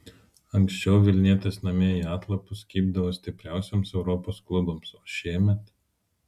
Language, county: Lithuanian, Vilnius